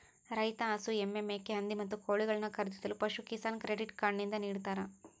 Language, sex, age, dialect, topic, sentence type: Kannada, female, 18-24, Central, agriculture, statement